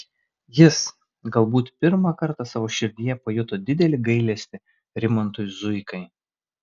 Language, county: Lithuanian, Vilnius